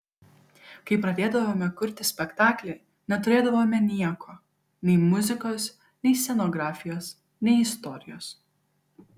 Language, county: Lithuanian, Kaunas